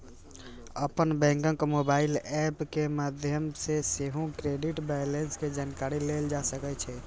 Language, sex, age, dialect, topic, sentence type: Maithili, male, 18-24, Eastern / Thethi, banking, statement